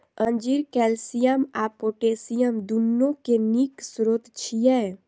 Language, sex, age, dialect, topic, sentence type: Maithili, female, 25-30, Eastern / Thethi, agriculture, statement